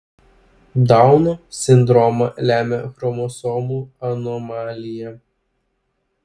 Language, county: Lithuanian, Klaipėda